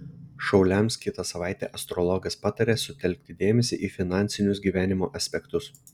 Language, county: Lithuanian, Šiauliai